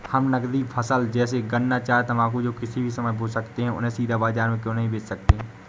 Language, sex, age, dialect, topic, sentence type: Hindi, male, 18-24, Awadhi Bundeli, agriculture, question